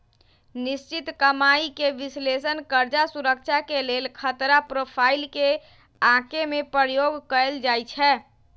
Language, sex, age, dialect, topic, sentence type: Magahi, female, 25-30, Western, banking, statement